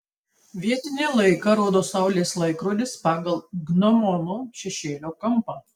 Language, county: Lithuanian, Tauragė